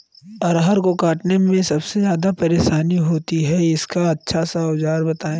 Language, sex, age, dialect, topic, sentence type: Hindi, male, 31-35, Awadhi Bundeli, agriculture, question